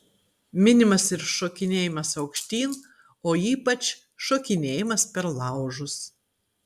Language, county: Lithuanian, Klaipėda